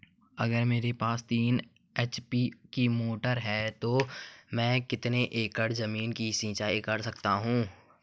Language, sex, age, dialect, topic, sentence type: Hindi, male, 18-24, Marwari Dhudhari, agriculture, question